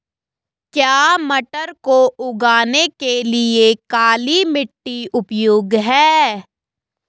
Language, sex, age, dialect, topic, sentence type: Hindi, female, 18-24, Garhwali, agriculture, question